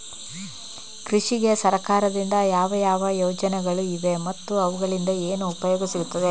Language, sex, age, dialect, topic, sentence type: Kannada, female, 25-30, Coastal/Dakshin, agriculture, question